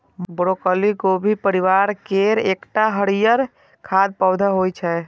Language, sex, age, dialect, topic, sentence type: Maithili, male, 25-30, Eastern / Thethi, agriculture, statement